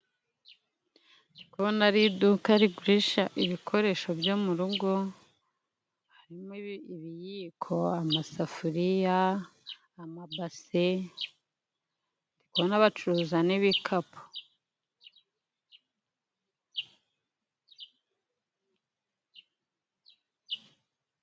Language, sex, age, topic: Kinyarwanda, female, 18-24, finance